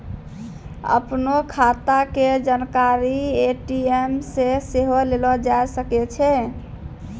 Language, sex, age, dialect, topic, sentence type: Maithili, female, 18-24, Angika, banking, statement